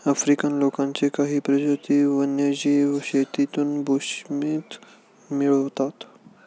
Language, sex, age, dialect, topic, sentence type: Marathi, male, 18-24, Standard Marathi, agriculture, statement